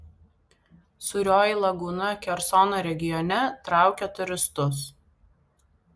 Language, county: Lithuanian, Vilnius